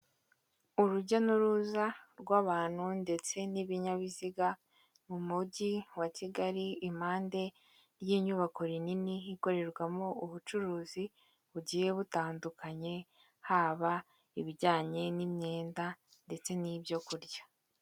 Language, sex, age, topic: Kinyarwanda, female, 25-35, finance